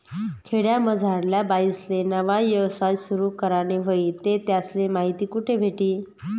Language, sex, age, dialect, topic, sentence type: Marathi, female, 31-35, Northern Konkan, banking, statement